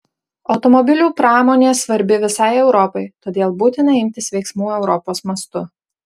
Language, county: Lithuanian, Marijampolė